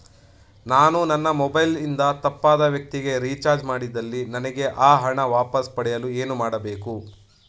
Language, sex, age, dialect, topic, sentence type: Kannada, male, 31-35, Mysore Kannada, banking, question